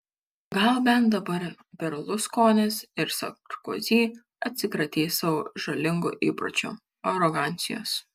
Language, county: Lithuanian, Kaunas